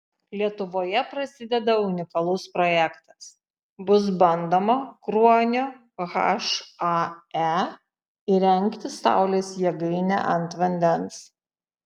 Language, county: Lithuanian, Šiauliai